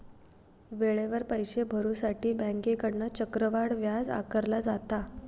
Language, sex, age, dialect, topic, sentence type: Marathi, female, 18-24, Southern Konkan, banking, statement